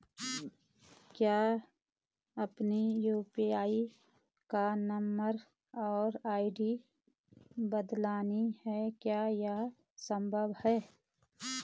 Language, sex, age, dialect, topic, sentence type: Hindi, female, 36-40, Garhwali, banking, question